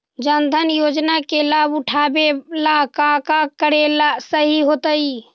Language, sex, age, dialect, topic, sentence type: Magahi, female, 60-100, Central/Standard, agriculture, statement